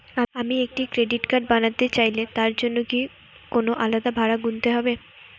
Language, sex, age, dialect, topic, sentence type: Bengali, female, 18-24, Northern/Varendri, banking, question